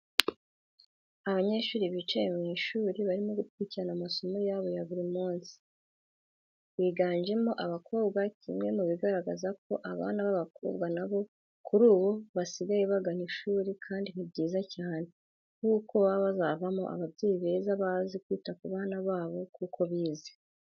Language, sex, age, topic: Kinyarwanda, female, 18-24, education